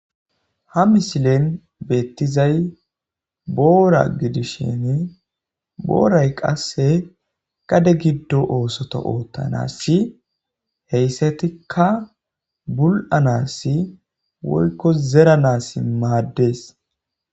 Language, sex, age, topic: Gamo, male, 18-24, agriculture